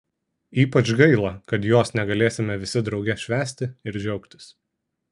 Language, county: Lithuanian, Šiauliai